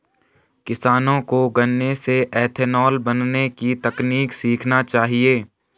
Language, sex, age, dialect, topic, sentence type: Hindi, male, 18-24, Garhwali, agriculture, statement